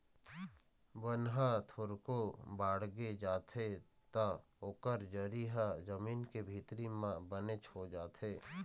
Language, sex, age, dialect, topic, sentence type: Chhattisgarhi, male, 31-35, Eastern, agriculture, statement